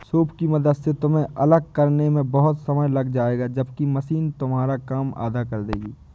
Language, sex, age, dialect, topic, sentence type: Hindi, male, 25-30, Awadhi Bundeli, agriculture, statement